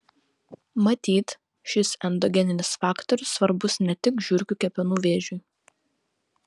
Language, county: Lithuanian, Kaunas